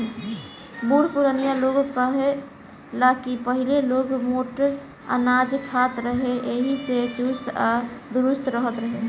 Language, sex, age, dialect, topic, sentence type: Bhojpuri, female, 18-24, Southern / Standard, agriculture, statement